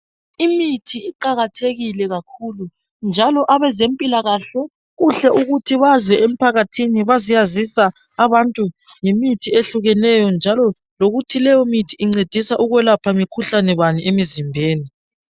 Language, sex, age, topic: North Ndebele, female, 36-49, health